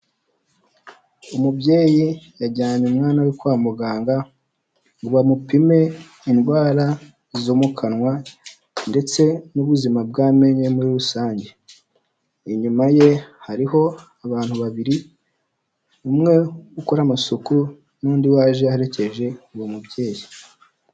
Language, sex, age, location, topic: Kinyarwanda, male, 18-24, Huye, health